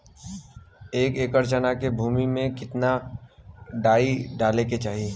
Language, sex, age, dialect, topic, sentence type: Bhojpuri, male, 18-24, Western, agriculture, question